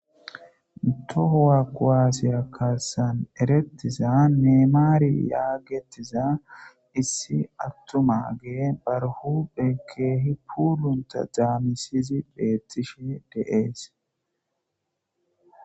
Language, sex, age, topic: Gamo, male, 25-35, government